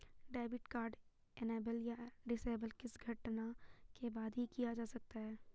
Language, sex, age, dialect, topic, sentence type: Hindi, female, 51-55, Garhwali, banking, statement